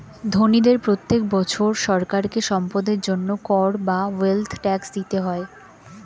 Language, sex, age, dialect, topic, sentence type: Bengali, female, 25-30, Standard Colloquial, banking, statement